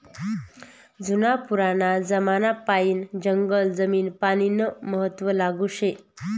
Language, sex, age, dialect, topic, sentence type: Marathi, female, 31-35, Northern Konkan, agriculture, statement